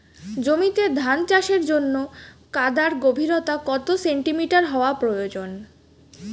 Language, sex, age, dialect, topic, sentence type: Bengali, female, 18-24, Standard Colloquial, agriculture, question